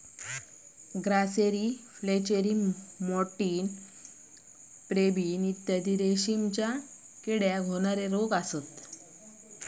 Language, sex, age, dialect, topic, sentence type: Marathi, female, 25-30, Southern Konkan, agriculture, statement